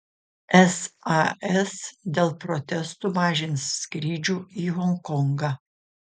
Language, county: Lithuanian, Šiauliai